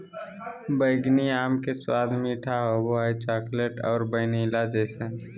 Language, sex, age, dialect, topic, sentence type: Magahi, male, 18-24, Southern, agriculture, statement